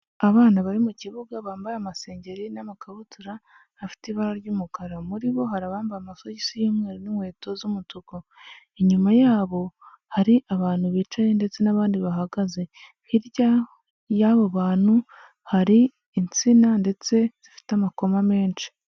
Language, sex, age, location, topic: Kinyarwanda, female, 18-24, Huye, health